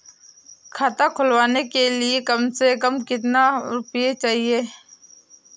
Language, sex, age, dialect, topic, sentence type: Hindi, female, 18-24, Awadhi Bundeli, banking, question